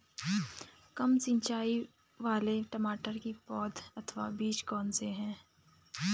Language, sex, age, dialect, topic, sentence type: Hindi, female, 25-30, Garhwali, agriculture, question